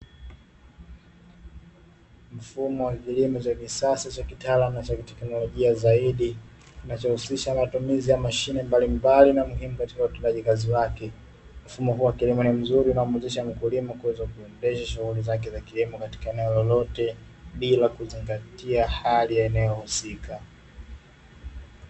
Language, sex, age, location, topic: Swahili, male, 25-35, Dar es Salaam, agriculture